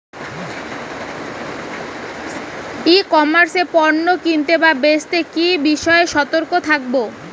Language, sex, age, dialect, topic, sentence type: Bengali, female, 18-24, Rajbangshi, agriculture, question